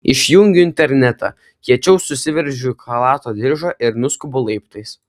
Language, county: Lithuanian, Kaunas